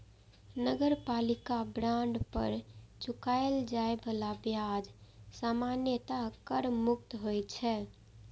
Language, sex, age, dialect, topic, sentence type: Maithili, female, 56-60, Eastern / Thethi, banking, statement